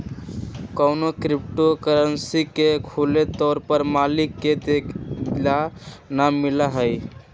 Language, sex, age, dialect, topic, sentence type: Magahi, male, 18-24, Western, banking, statement